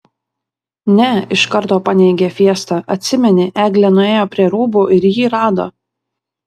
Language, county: Lithuanian, Vilnius